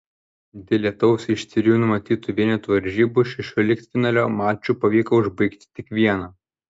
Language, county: Lithuanian, Panevėžys